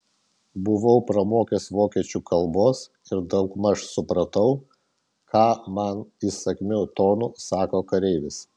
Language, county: Lithuanian, Vilnius